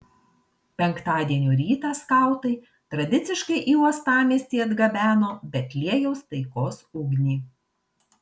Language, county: Lithuanian, Marijampolė